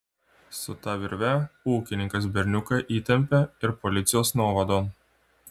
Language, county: Lithuanian, Klaipėda